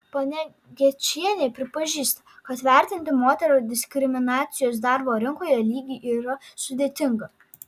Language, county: Lithuanian, Alytus